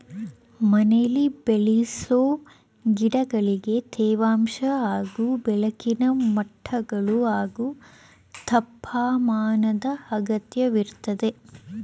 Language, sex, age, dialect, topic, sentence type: Kannada, female, 18-24, Mysore Kannada, agriculture, statement